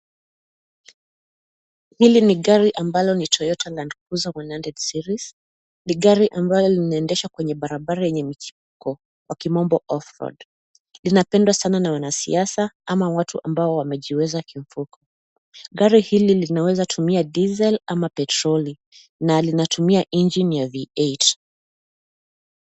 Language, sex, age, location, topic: Swahili, female, 25-35, Nairobi, finance